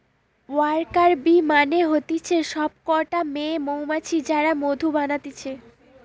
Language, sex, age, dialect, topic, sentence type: Bengali, female, 18-24, Western, agriculture, statement